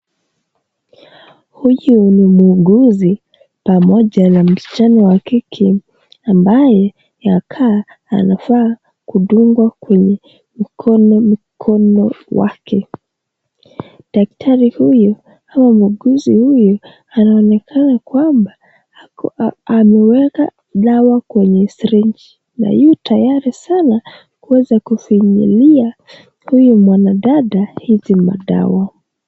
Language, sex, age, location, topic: Swahili, female, 18-24, Nakuru, health